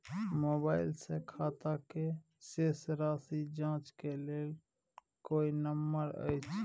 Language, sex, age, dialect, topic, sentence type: Maithili, male, 31-35, Bajjika, banking, question